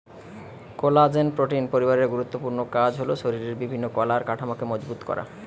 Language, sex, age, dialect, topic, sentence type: Bengali, male, 25-30, Western, agriculture, statement